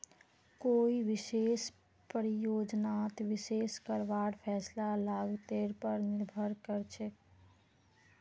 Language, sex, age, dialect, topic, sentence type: Magahi, female, 46-50, Northeastern/Surjapuri, banking, statement